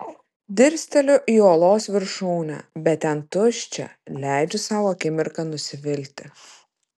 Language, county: Lithuanian, Vilnius